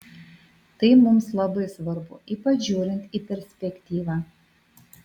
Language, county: Lithuanian, Vilnius